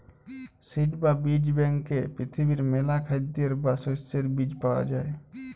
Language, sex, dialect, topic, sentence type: Bengali, male, Jharkhandi, agriculture, statement